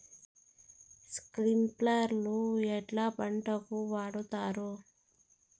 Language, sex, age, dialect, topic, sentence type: Telugu, male, 18-24, Southern, agriculture, question